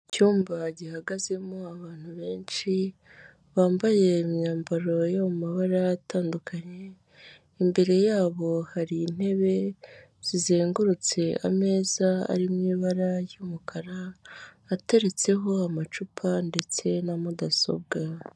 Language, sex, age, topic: Kinyarwanda, male, 18-24, government